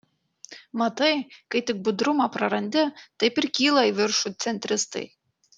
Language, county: Lithuanian, Kaunas